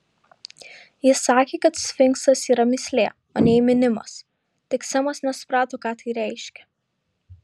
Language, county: Lithuanian, Šiauliai